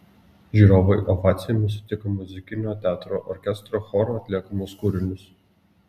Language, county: Lithuanian, Klaipėda